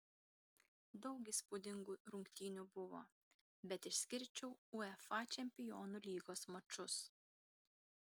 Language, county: Lithuanian, Kaunas